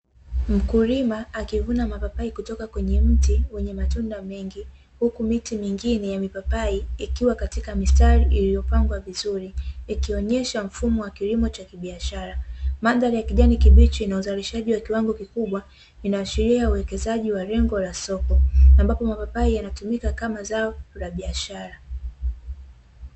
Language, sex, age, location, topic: Swahili, female, 18-24, Dar es Salaam, agriculture